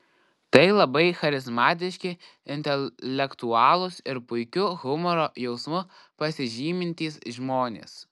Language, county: Lithuanian, Kaunas